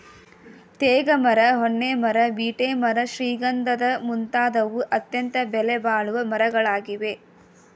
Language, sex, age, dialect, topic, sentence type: Kannada, female, 18-24, Mysore Kannada, agriculture, statement